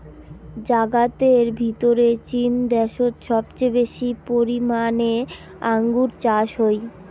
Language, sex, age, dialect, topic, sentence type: Bengali, female, 18-24, Rajbangshi, agriculture, statement